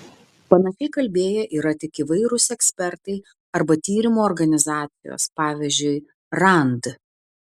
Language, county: Lithuanian, Vilnius